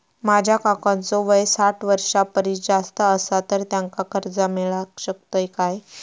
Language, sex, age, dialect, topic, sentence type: Marathi, female, 18-24, Southern Konkan, banking, statement